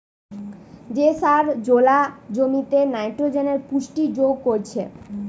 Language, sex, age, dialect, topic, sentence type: Bengali, female, 31-35, Western, agriculture, statement